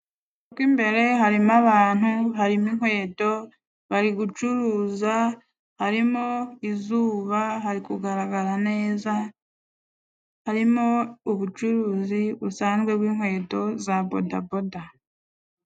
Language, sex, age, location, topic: Kinyarwanda, female, 25-35, Musanze, finance